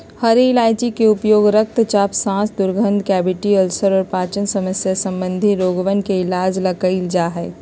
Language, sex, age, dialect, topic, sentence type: Magahi, female, 41-45, Western, agriculture, statement